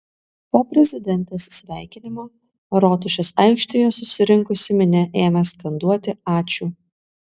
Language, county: Lithuanian, Vilnius